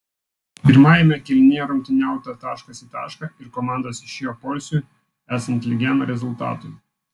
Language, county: Lithuanian, Vilnius